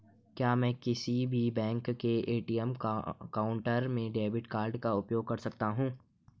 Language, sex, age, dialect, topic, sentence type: Hindi, male, 18-24, Marwari Dhudhari, banking, question